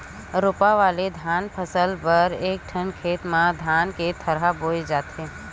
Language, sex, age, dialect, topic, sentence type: Chhattisgarhi, female, 31-35, Western/Budati/Khatahi, agriculture, statement